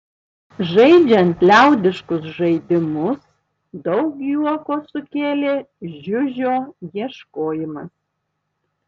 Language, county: Lithuanian, Tauragė